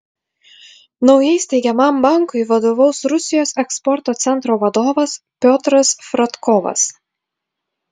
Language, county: Lithuanian, Vilnius